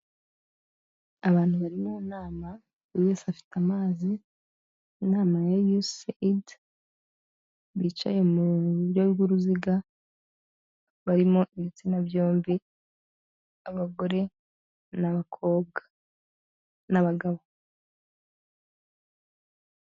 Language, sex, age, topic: Kinyarwanda, female, 18-24, government